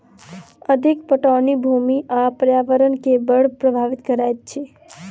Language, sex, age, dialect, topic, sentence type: Maithili, female, 18-24, Southern/Standard, agriculture, statement